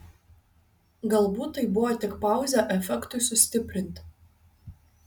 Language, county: Lithuanian, Vilnius